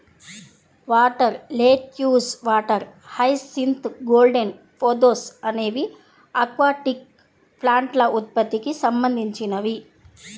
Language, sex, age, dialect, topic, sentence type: Telugu, female, 31-35, Central/Coastal, agriculture, statement